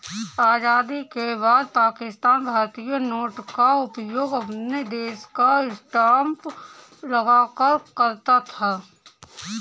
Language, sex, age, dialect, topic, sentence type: Hindi, female, 25-30, Kanauji Braj Bhasha, banking, statement